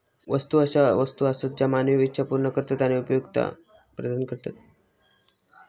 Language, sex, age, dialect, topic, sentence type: Marathi, male, 18-24, Southern Konkan, banking, statement